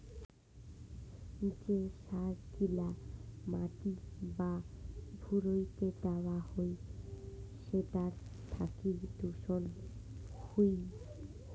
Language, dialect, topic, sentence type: Bengali, Rajbangshi, agriculture, statement